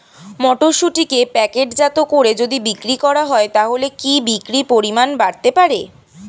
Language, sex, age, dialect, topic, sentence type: Bengali, female, <18, Standard Colloquial, agriculture, question